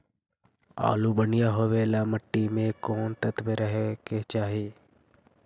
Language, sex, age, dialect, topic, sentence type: Magahi, male, 51-55, Central/Standard, agriculture, question